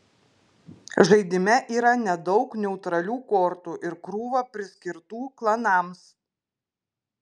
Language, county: Lithuanian, Klaipėda